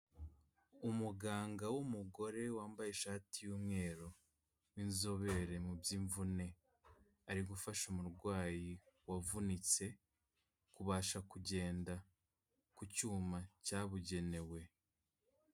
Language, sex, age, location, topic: Kinyarwanda, male, 25-35, Kigali, health